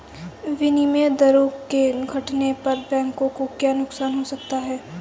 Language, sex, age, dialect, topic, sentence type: Hindi, female, 18-24, Kanauji Braj Bhasha, banking, statement